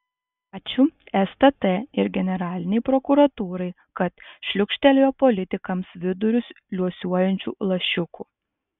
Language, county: Lithuanian, Alytus